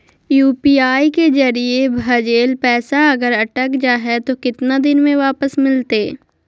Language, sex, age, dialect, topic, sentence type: Magahi, female, 18-24, Southern, banking, question